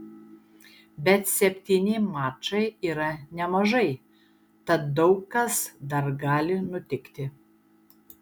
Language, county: Lithuanian, Šiauliai